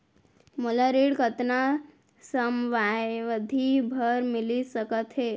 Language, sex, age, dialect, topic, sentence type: Chhattisgarhi, female, 18-24, Central, banking, question